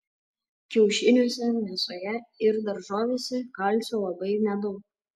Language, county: Lithuanian, Panevėžys